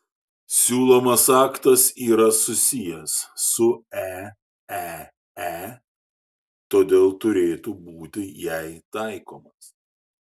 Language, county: Lithuanian, Šiauliai